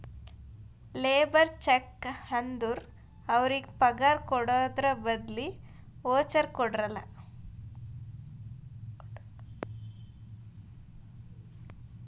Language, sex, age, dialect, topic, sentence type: Kannada, female, 18-24, Northeastern, banking, statement